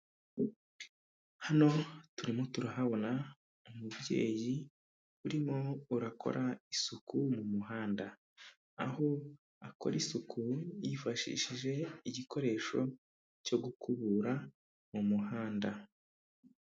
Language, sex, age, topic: Kinyarwanda, male, 25-35, government